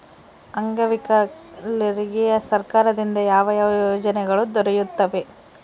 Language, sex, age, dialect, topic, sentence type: Kannada, female, 51-55, Central, banking, question